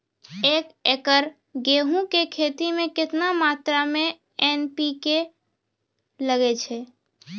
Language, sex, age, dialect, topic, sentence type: Maithili, female, 31-35, Angika, agriculture, question